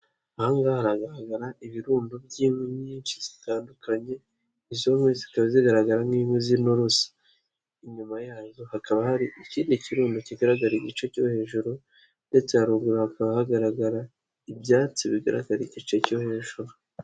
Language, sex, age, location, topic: Kinyarwanda, male, 50+, Nyagatare, agriculture